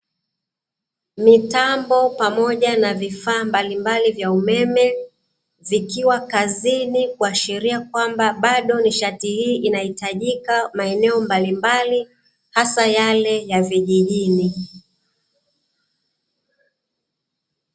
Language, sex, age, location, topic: Swahili, female, 25-35, Dar es Salaam, government